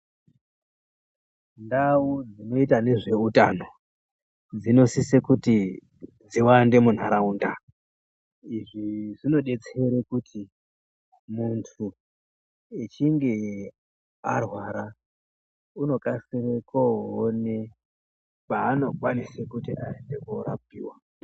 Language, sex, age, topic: Ndau, male, 36-49, health